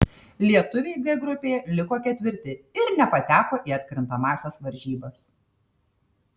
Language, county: Lithuanian, Tauragė